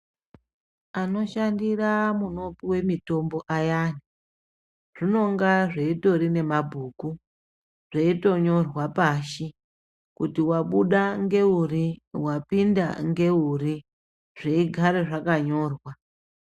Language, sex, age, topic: Ndau, female, 36-49, health